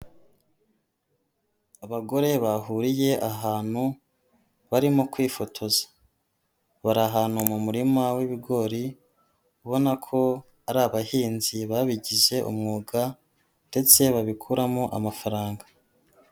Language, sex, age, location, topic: Kinyarwanda, female, 25-35, Huye, health